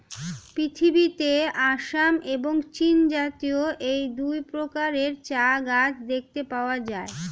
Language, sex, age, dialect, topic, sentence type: Bengali, female, <18, Standard Colloquial, agriculture, statement